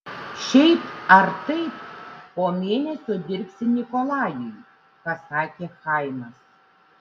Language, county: Lithuanian, Šiauliai